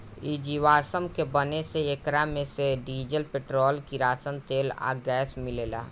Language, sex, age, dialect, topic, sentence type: Bhojpuri, male, 18-24, Southern / Standard, agriculture, statement